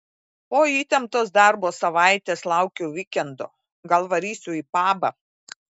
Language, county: Lithuanian, Klaipėda